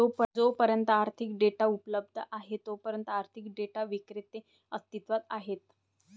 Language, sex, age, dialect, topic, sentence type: Marathi, female, 25-30, Varhadi, banking, statement